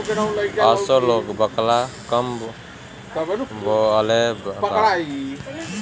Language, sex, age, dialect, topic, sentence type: Bhojpuri, male, 25-30, Northern, agriculture, statement